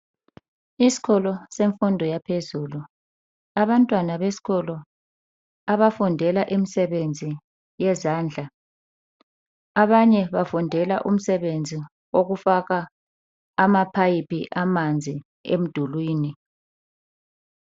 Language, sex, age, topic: North Ndebele, female, 36-49, education